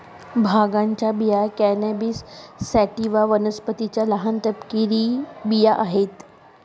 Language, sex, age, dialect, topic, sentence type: Marathi, female, 31-35, Northern Konkan, agriculture, statement